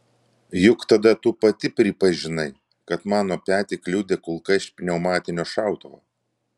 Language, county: Lithuanian, Vilnius